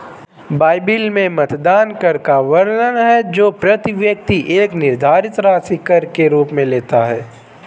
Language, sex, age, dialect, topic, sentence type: Hindi, male, 18-24, Marwari Dhudhari, banking, statement